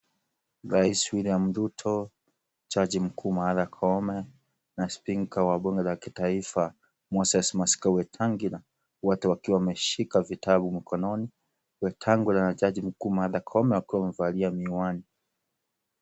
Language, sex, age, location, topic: Swahili, male, 36-49, Kisii, government